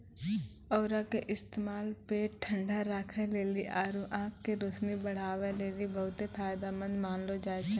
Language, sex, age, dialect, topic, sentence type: Maithili, female, 18-24, Angika, agriculture, statement